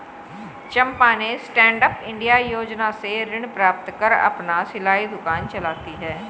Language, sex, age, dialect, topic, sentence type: Hindi, female, 41-45, Hindustani Malvi Khadi Boli, banking, statement